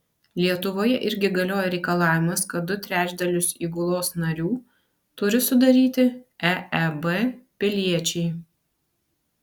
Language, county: Lithuanian, Panevėžys